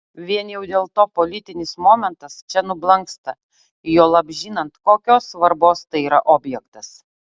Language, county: Lithuanian, Utena